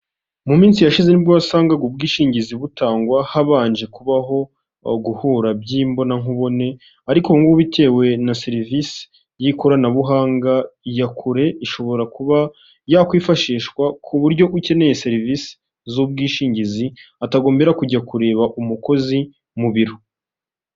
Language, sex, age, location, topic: Kinyarwanda, male, 18-24, Huye, finance